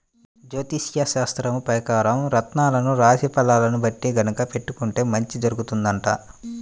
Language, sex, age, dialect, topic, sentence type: Telugu, male, 31-35, Central/Coastal, agriculture, statement